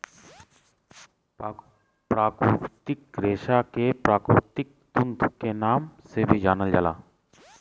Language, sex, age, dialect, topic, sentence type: Bhojpuri, male, 36-40, Western, agriculture, statement